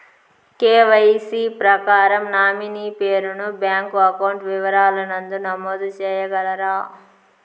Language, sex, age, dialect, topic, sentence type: Telugu, female, 25-30, Southern, banking, question